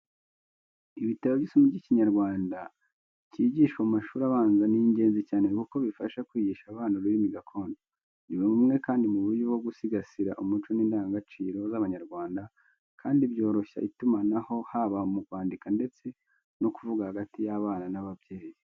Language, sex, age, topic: Kinyarwanda, male, 25-35, education